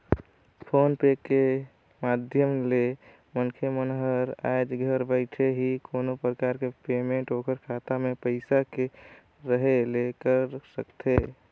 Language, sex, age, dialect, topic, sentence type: Chhattisgarhi, male, 18-24, Northern/Bhandar, banking, statement